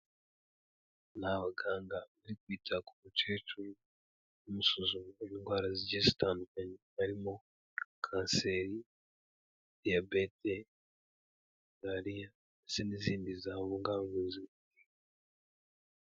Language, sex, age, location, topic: Kinyarwanda, male, 18-24, Kigali, health